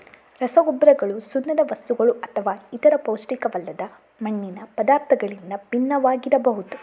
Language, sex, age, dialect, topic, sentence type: Kannada, female, 18-24, Coastal/Dakshin, agriculture, statement